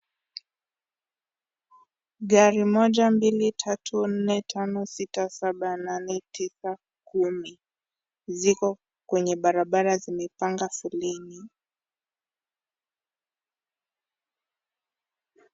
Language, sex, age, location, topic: Swahili, female, 18-24, Kisii, finance